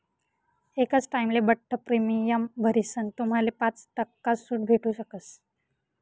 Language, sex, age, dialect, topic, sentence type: Marathi, female, 18-24, Northern Konkan, banking, statement